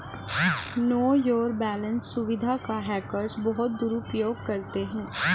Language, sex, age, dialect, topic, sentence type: Hindi, female, 25-30, Hindustani Malvi Khadi Boli, banking, statement